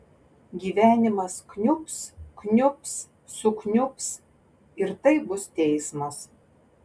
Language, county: Lithuanian, Panevėžys